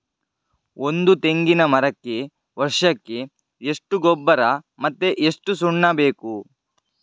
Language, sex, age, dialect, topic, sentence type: Kannada, male, 51-55, Coastal/Dakshin, agriculture, question